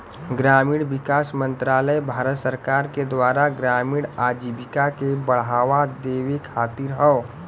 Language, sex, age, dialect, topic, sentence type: Bhojpuri, male, 18-24, Western, banking, statement